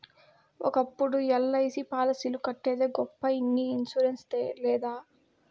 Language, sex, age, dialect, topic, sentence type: Telugu, female, 18-24, Southern, banking, statement